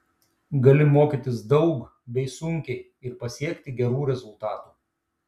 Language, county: Lithuanian, Šiauliai